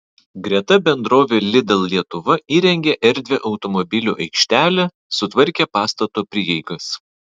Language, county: Lithuanian, Vilnius